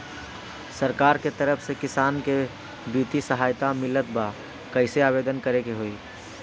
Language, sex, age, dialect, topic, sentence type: Bhojpuri, male, 18-24, Southern / Standard, agriculture, question